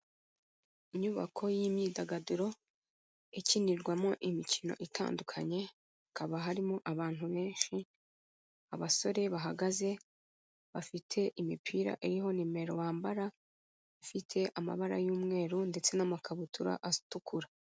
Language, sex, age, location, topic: Kinyarwanda, female, 36-49, Kigali, education